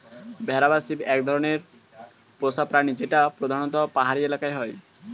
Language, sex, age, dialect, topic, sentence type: Bengali, male, 18-24, Standard Colloquial, agriculture, statement